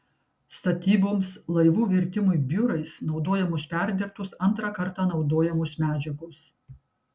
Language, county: Lithuanian, Kaunas